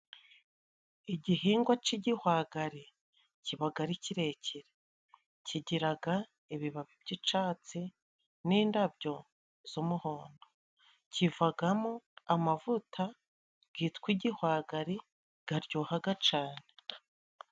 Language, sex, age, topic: Kinyarwanda, female, 36-49, agriculture